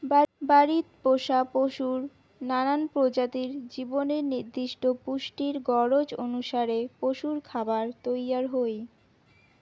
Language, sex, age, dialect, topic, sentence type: Bengali, female, 18-24, Rajbangshi, agriculture, statement